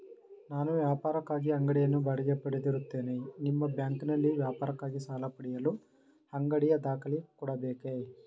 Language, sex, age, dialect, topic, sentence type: Kannada, male, 41-45, Mysore Kannada, banking, question